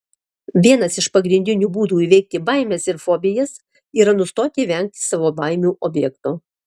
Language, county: Lithuanian, Alytus